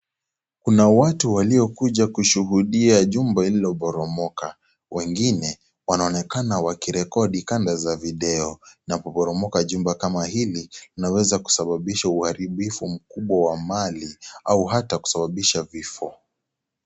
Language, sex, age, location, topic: Swahili, male, 18-24, Kisii, health